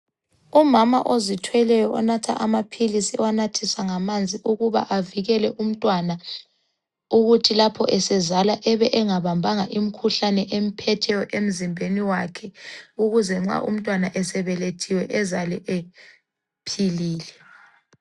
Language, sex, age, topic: North Ndebele, female, 25-35, health